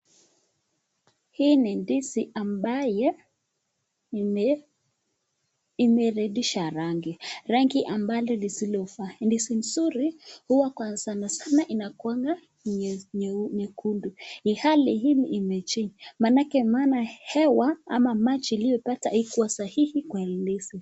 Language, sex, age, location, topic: Swahili, male, 25-35, Nakuru, agriculture